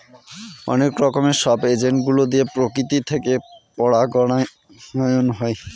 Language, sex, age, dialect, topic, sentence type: Bengali, male, 25-30, Northern/Varendri, agriculture, statement